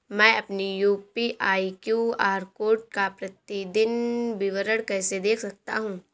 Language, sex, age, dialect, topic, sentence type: Hindi, female, 18-24, Awadhi Bundeli, banking, question